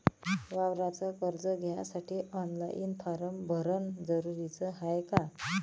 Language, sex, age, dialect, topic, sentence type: Marathi, female, 36-40, Varhadi, banking, question